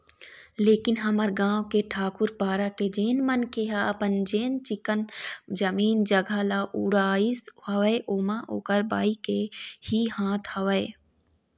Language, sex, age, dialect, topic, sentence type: Chhattisgarhi, female, 18-24, Eastern, banking, statement